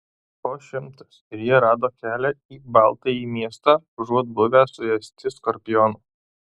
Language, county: Lithuanian, Alytus